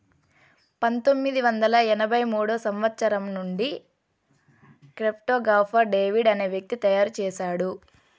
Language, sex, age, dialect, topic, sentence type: Telugu, female, 18-24, Southern, banking, statement